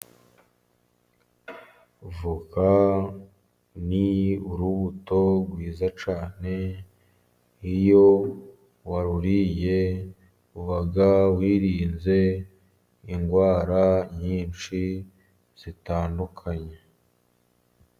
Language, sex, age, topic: Kinyarwanda, male, 50+, agriculture